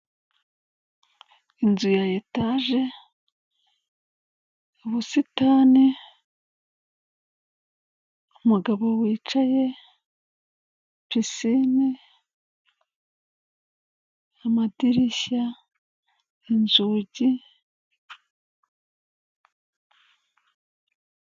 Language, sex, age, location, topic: Kinyarwanda, female, 36-49, Kigali, finance